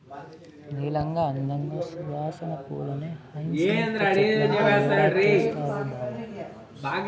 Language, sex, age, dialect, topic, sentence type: Telugu, male, 18-24, Southern, agriculture, statement